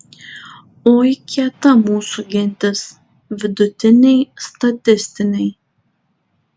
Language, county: Lithuanian, Tauragė